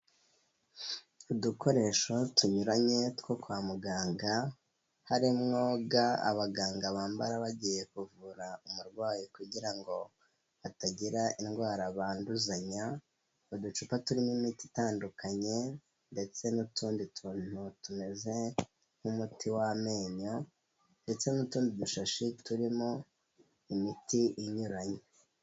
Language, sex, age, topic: Kinyarwanda, male, 18-24, health